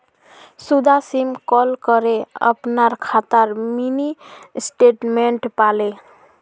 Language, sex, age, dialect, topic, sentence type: Magahi, female, 56-60, Northeastern/Surjapuri, banking, statement